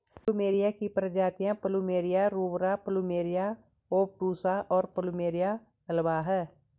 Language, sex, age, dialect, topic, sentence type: Hindi, female, 46-50, Garhwali, agriculture, statement